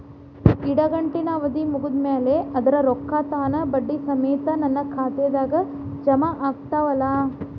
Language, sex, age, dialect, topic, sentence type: Kannada, female, 31-35, Dharwad Kannada, banking, question